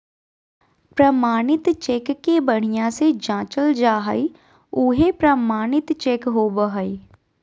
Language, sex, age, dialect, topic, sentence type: Magahi, female, 18-24, Southern, banking, statement